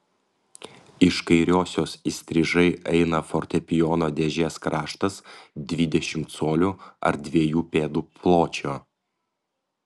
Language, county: Lithuanian, Panevėžys